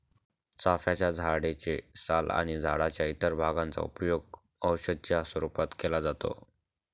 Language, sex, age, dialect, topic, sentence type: Marathi, male, 18-24, Northern Konkan, agriculture, statement